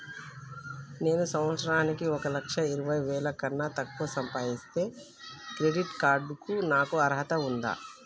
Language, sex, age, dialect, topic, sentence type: Telugu, female, 36-40, Telangana, banking, question